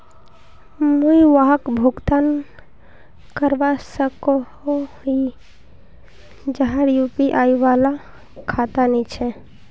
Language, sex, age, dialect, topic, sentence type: Magahi, female, 18-24, Northeastern/Surjapuri, banking, question